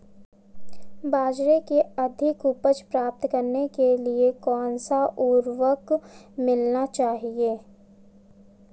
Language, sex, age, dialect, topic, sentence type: Hindi, female, 25-30, Marwari Dhudhari, agriculture, question